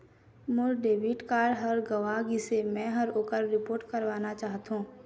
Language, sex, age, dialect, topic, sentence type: Chhattisgarhi, female, 60-100, Eastern, banking, statement